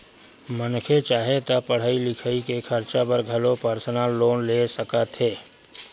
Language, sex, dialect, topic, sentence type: Chhattisgarhi, male, Western/Budati/Khatahi, banking, statement